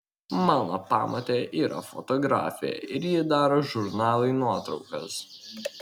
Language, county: Lithuanian, Kaunas